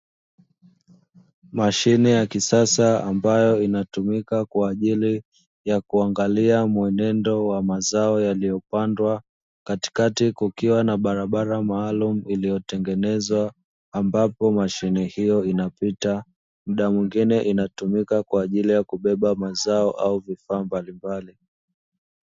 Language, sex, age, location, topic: Swahili, male, 25-35, Dar es Salaam, agriculture